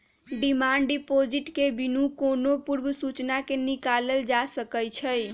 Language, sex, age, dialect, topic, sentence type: Magahi, female, 31-35, Western, banking, statement